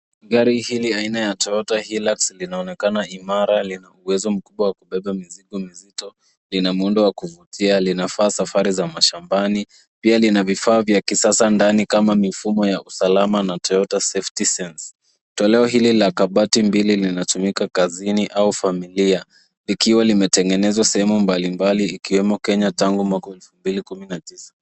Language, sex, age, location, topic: Swahili, female, 25-35, Nairobi, finance